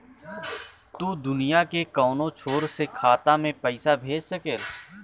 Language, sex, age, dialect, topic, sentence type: Bhojpuri, male, 31-35, Southern / Standard, banking, statement